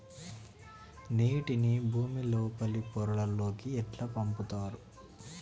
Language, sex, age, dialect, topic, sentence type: Telugu, male, 25-30, Telangana, agriculture, question